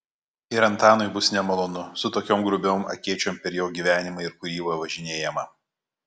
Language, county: Lithuanian, Kaunas